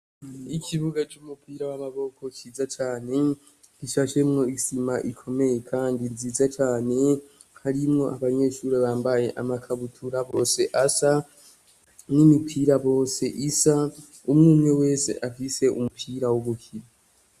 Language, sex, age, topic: Rundi, male, 18-24, education